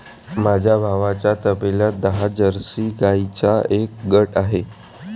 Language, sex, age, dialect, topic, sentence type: Marathi, male, 18-24, Varhadi, agriculture, statement